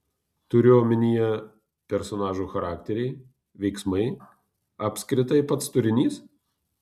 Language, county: Lithuanian, Kaunas